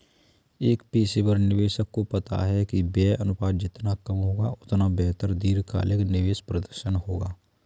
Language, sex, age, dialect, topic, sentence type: Hindi, male, 25-30, Kanauji Braj Bhasha, banking, statement